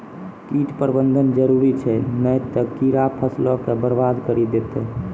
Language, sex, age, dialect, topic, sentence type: Maithili, male, 18-24, Angika, agriculture, statement